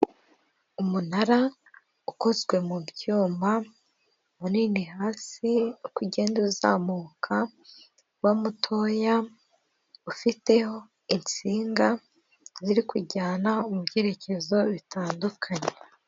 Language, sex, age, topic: Kinyarwanda, female, 18-24, government